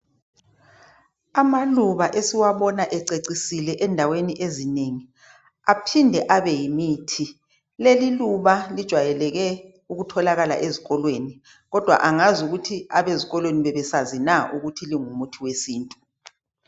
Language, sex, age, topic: North Ndebele, male, 36-49, health